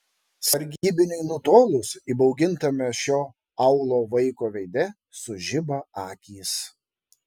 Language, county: Lithuanian, Šiauliai